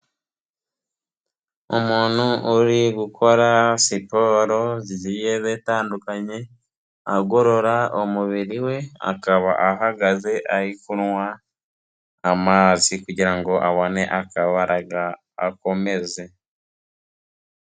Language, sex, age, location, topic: Kinyarwanda, male, 18-24, Kigali, health